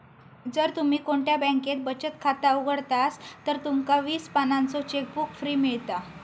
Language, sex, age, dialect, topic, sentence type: Marathi, female, 18-24, Southern Konkan, banking, statement